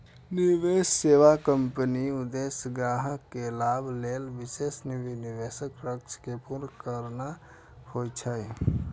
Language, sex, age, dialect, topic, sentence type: Maithili, male, 25-30, Eastern / Thethi, banking, statement